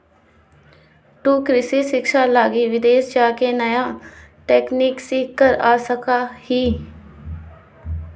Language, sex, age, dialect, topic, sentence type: Magahi, female, 25-30, Southern, agriculture, statement